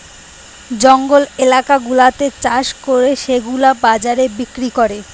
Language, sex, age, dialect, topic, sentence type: Bengali, female, 18-24, Western, agriculture, statement